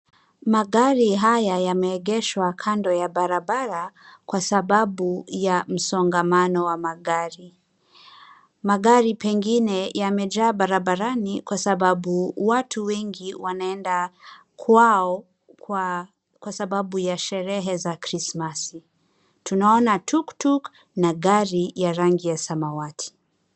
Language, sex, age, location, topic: Swahili, female, 25-35, Nairobi, finance